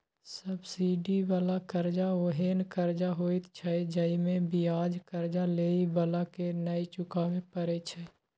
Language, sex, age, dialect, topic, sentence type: Maithili, male, 18-24, Bajjika, banking, statement